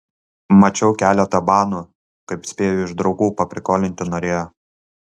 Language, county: Lithuanian, Kaunas